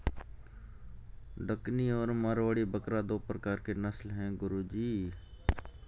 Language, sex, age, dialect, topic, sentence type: Hindi, male, 51-55, Garhwali, agriculture, statement